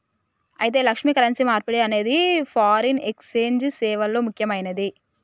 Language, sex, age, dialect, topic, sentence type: Telugu, male, 18-24, Telangana, banking, statement